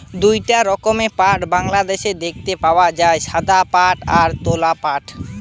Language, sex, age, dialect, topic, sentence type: Bengali, male, 18-24, Western, agriculture, statement